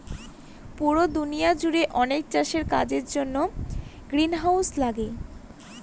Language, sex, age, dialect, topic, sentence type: Bengali, female, 18-24, Northern/Varendri, agriculture, statement